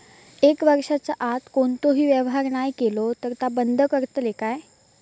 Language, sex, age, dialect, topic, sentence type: Marathi, female, 18-24, Southern Konkan, banking, question